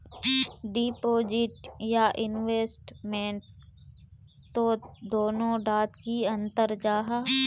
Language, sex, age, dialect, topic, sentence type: Magahi, female, 18-24, Northeastern/Surjapuri, banking, question